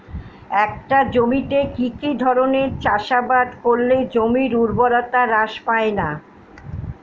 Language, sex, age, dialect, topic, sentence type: Bengali, female, 60-100, Northern/Varendri, agriculture, question